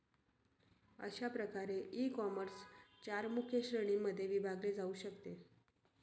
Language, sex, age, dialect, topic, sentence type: Marathi, female, 36-40, Northern Konkan, agriculture, statement